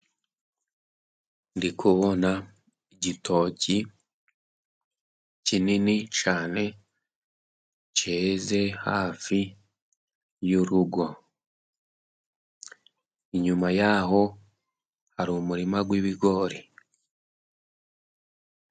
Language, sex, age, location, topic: Kinyarwanda, male, 18-24, Musanze, agriculture